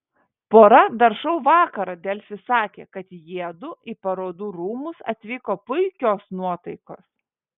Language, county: Lithuanian, Vilnius